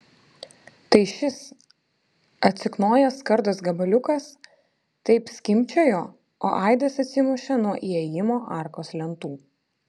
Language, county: Lithuanian, Vilnius